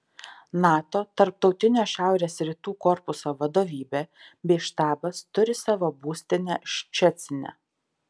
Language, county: Lithuanian, Vilnius